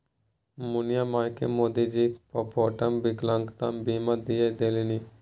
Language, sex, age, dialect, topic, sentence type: Maithili, male, 18-24, Bajjika, banking, statement